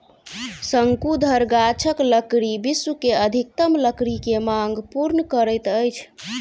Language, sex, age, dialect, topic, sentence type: Maithili, female, 18-24, Southern/Standard, agriculture, statement